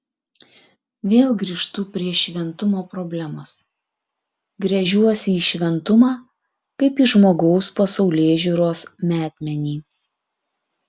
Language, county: Lithuanian, Klaipėda